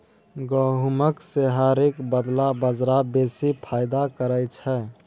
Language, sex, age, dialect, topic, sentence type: Maithili, male, 18-24, Bajjika, agriculture, statement